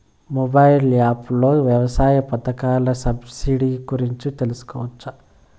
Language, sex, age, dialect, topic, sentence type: Telugu, male, 25-30, Southern, agriculture, question